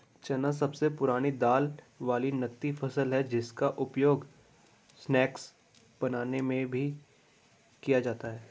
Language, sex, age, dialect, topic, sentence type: Hindi, male, 25-30, Garhwali, agriculture, statement